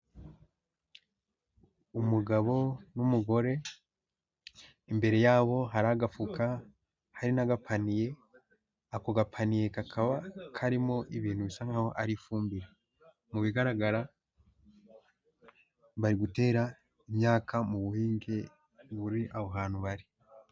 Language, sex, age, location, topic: Kinyarwanda, male, 18-24, Huye, agriculture